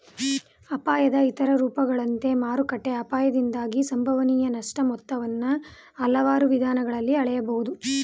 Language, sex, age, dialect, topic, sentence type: Kannada, female, 18-24, Mysore Kannada, banking, statement